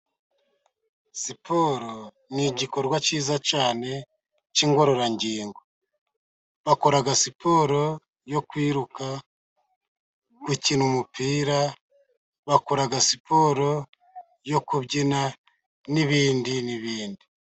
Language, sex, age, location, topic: Kinyarwanda, male, 50+, Musanze, government